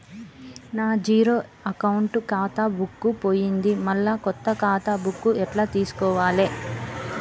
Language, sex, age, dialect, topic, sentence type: Telugu, female, 31-35, Telangana, banking, question